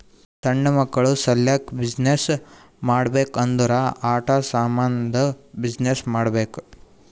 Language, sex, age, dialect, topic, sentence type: Kannada, male, 18-24, Northeastern, banking, statement